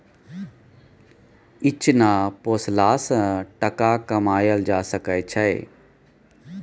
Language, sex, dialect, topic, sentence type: Maithili, male, Bajjika, agriculture, statement